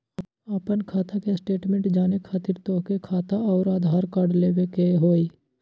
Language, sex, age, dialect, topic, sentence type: Magahi, male, 41-45, Western, banking, question